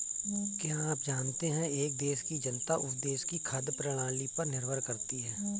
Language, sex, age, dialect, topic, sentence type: Hindi, male, 41-45, Kanauji Braj Bhasha, agriculture, statement